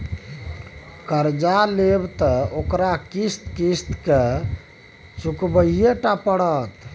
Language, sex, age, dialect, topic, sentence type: Maithili, male, 25-30, Bajjika, banking, statement